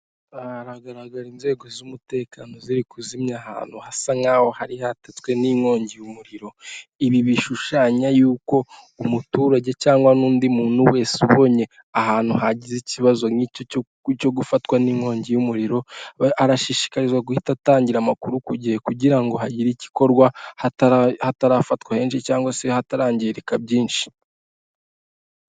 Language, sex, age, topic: Kinyarwanda, male, 18-24, government